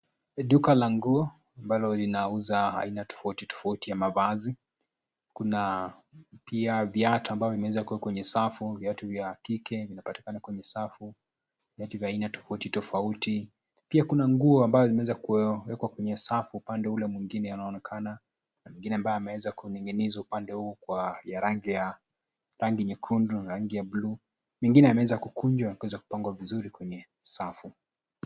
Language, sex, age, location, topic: Swahili, male, 25-35, Nairobi, finance